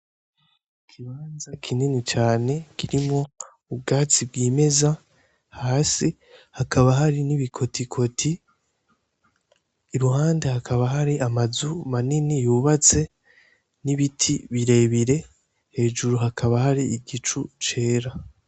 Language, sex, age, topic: Rundi, female, 18-24, agriculture